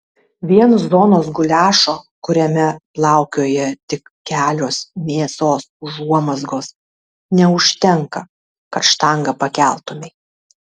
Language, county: Lithuanian, Tauragė